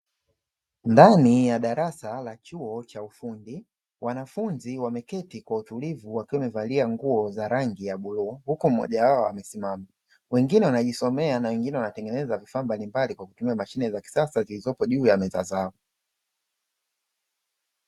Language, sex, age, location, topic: Swahili, male, 25-35, Dar es Salaam, education